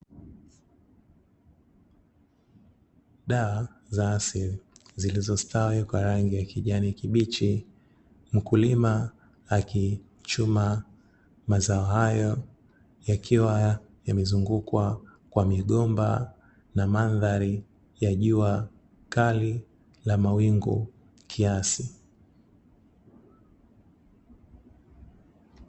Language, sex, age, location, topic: Swahili, male, 25-35, Dar es Salaam, health